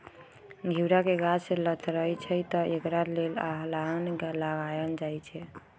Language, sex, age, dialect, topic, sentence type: Magahi, female, 25-30, Western, agriculture, statement